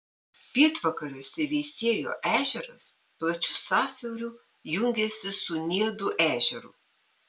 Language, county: Lithuanian, Panevėžys